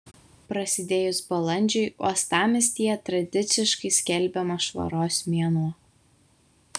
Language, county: Lithuanian, Vilnius